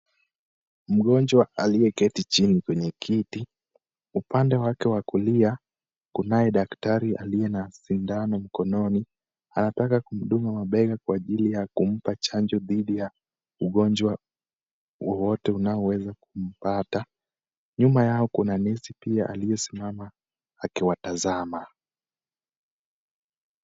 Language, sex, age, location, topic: Swahili, male, 18-24, Kisumu, health